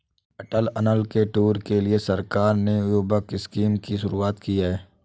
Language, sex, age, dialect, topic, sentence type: Hindi, male, 18-24, Awadhi Bundeli, banking, statement